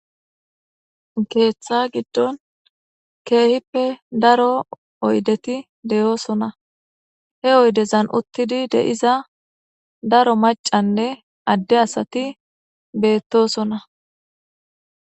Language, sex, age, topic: Gamo, female, 18-24, government